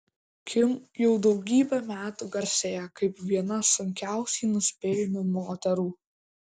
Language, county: Lithuanian, Klaipėda